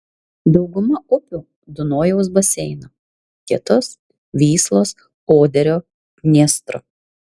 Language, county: Lithuanian, Vilnius